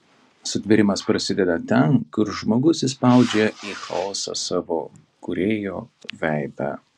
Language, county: Lithuanian, Kaunas